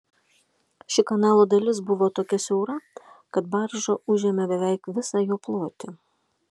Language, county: Lithuanian, Alytus